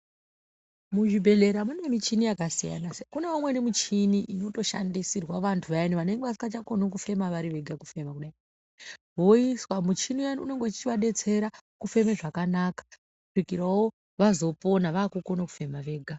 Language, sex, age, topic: Ndau, female, 25-35, health